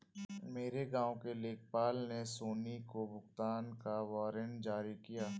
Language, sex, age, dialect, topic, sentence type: Hindi, male, 18-24, Awadhi Bundeli, banking, statement